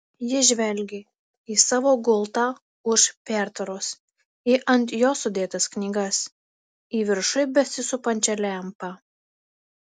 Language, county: Lithuanian, Marijampolė